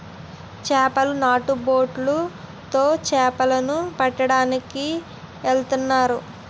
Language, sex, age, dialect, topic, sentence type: Telugu, female, 60-100, Utterandhra, agriculture, statement